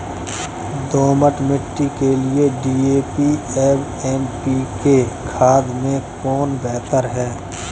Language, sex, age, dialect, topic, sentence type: Hindi, male, 25-30, Kanauji Braj Bhasha, agriculture, question